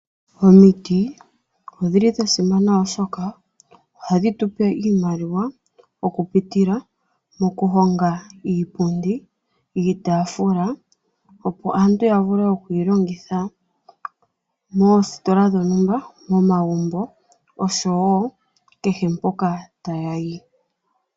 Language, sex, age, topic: Oshiwambo, male, 25-35, finance